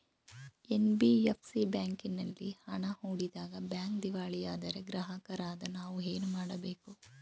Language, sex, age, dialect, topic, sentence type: Kannada, female, 18-24, Mysore Kannada, banking, question